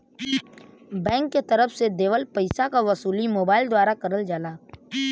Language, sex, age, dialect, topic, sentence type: Bhojpuri, male, 18-24, Western, banking, statement